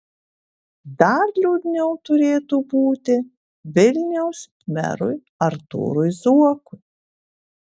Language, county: Lithuanian, Kaunas